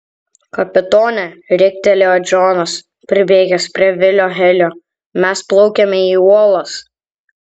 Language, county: Lithuanian, Kaunas